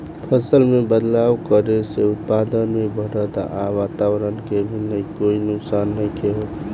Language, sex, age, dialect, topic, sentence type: Bhojpuri, male, 18-24, Southern / Standard, agriculture, statement